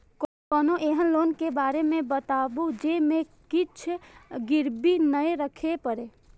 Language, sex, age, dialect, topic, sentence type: Maithili, female, 18-24, Eastern / Thethi, banking, question